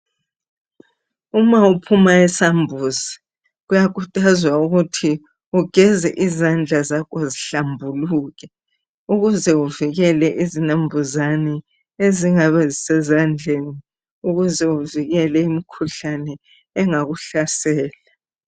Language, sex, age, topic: North Ndebele, female, 50+, health